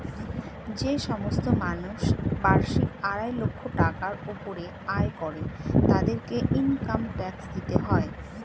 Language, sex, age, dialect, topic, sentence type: Bengali, female, 36-40, Standard Colloquial, banking, statement